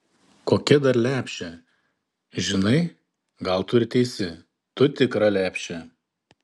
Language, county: Lithuanian, Panevėžys